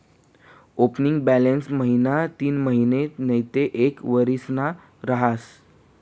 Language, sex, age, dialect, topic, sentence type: Marathi, male, 18-24, Northern Konkan, banking, statement